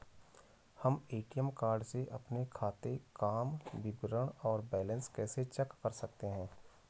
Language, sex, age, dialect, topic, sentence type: Hindi, male, 41-45, Garhwali, banking, question